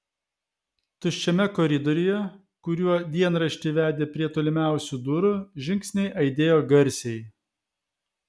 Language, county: Lithuanian, Vilnius